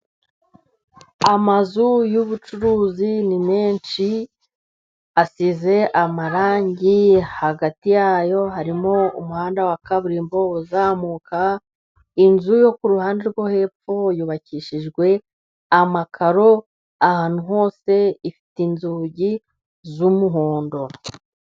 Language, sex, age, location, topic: Kinyarwanda, female, 25-35, Musanze, finance